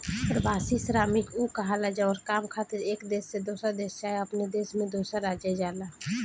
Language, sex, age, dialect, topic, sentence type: Bhojpuri, female, 18-24, Southern / Standard, agriculture, statement